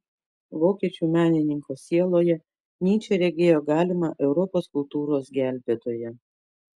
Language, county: Lithuanian, Kaunas